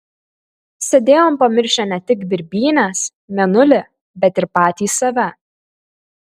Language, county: Lithuanian, Kaunas